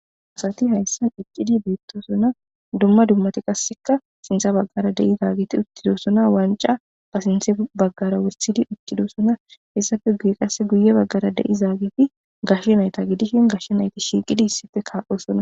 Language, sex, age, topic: Gamo, female, 18-24, government